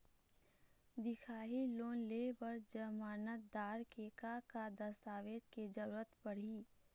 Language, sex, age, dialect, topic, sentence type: Chhattisgarhi, female, 46-50, Eastern, banking, question